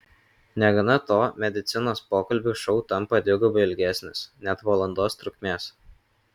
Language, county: Lithuanian, Kaunas